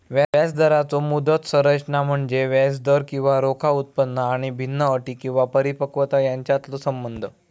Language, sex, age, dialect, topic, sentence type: Marathi, male, 18-24, Southern Konkan, banking, statement